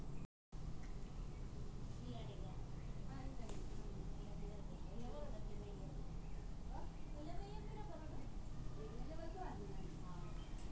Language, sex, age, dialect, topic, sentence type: Kannada, female, 46-50, Coastal/Dakshin, agriculture, question